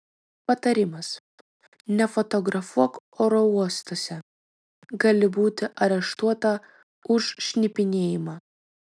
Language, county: Lithuanian, Vilnius